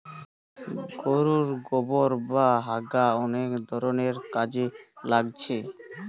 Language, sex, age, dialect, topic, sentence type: Bengali, male, 18-24, Western, agriculture, statement